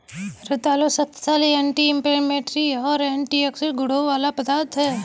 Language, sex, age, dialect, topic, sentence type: Hindi, female, 18-24, Kanauji Braj Bhasha, agriculture, statement